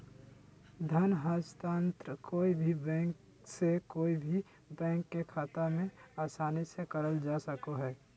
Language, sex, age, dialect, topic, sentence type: Magahi, male, 25-30, Southern, banking, statement